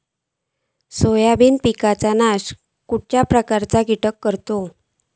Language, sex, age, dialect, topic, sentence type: Marathi, female, 41-45, Southern Konkan, agriculture, question